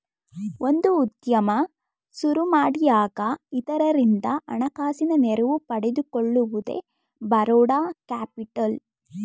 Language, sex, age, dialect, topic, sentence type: Kannada, female, 18-24, Mysore Kannada, banking, statement